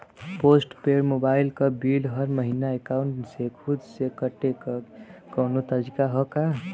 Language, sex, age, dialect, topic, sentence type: Bhojpuri, male, 41-45, Western, banking, question